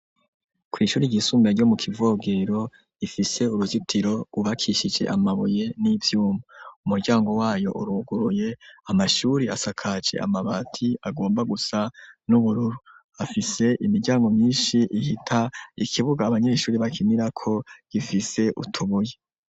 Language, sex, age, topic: Rundi, male, 25-35, education